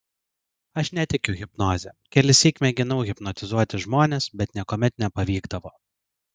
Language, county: Lithuanian, Vilnius